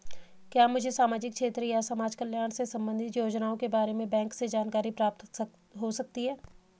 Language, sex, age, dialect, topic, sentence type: Hindi, female, 25-30, Garhwali, banking, question